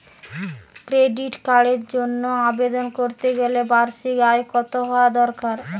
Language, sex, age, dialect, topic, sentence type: Bengali, female, 18-24, Western, banking, question